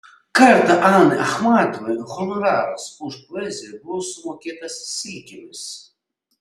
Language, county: Lithuanian, Šiauliai